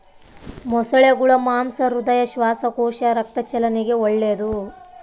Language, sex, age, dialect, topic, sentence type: Kannada, female, 18-24, Central, agriculture, statement